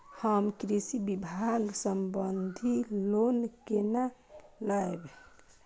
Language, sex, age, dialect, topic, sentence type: Maithili, female, 25-30, Eastern / Thethi, banking, question